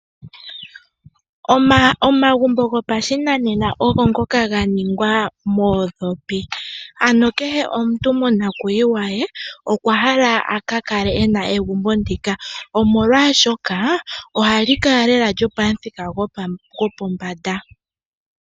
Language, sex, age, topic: Oshiwambo, female, 18-24, agriculture